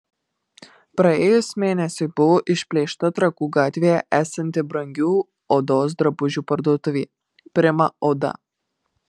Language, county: Lithuanian, Marijampolė